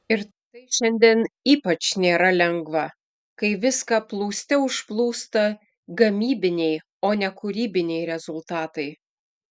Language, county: Lithuanian, Vilnius